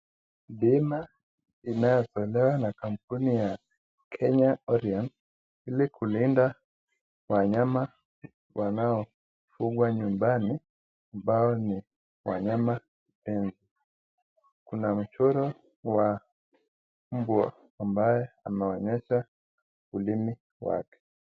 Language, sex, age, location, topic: Swahili, male, 18-24, Nakuru, finance